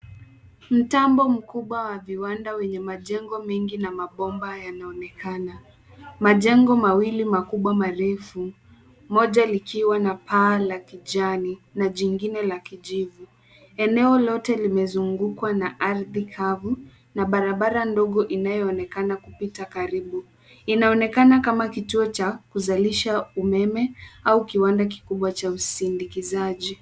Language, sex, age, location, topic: Swahili, female, 18-24, Nairobi, government